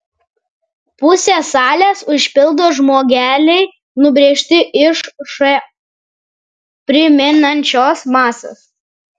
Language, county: Lithuanian, Vilnius